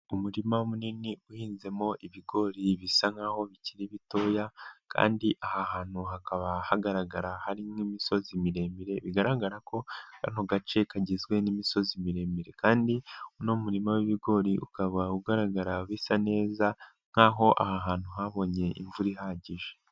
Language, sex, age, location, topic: Kinyarwanda, male, 18-24, Nyagatare, agriculture